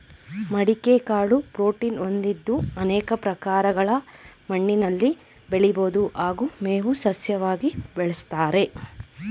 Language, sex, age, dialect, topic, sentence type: Kannada, female, 25-30, Mysore Kannada, agriculture, statement